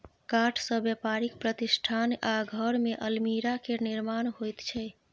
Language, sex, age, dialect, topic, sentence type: Maithili, female, 25-30, Bajjika, agriculture, statement